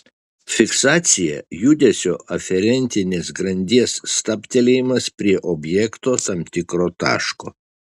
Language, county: Lithuanian, Šiauliai